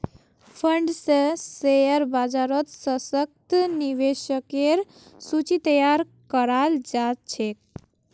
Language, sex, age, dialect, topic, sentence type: Magahi, female, 18-24, Northeastern/Surjapuri, banking, statement